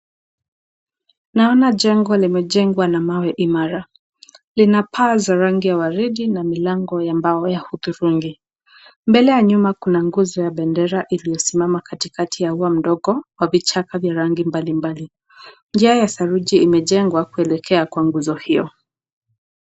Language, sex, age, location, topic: Swahili, female, 18-24, Nakuru, education